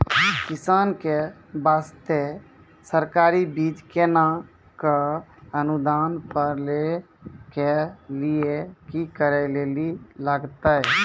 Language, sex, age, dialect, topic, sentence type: Maithili, male, 18-24, Angika, agriculture, question